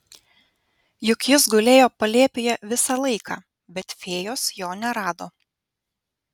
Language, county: Lithuanian, Vilnius